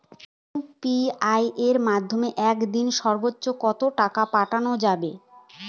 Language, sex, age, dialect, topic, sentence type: Bengali, female, 18-24, Northern/Varendri, banking, question